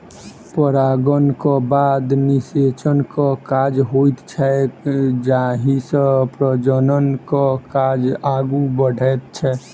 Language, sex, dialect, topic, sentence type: Maithili, male, Southern/Standard, agriculture, statement